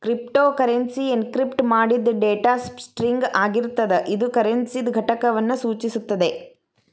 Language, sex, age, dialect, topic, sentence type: Kannada, female, 31-35, Dharwad Kannada, banking, statement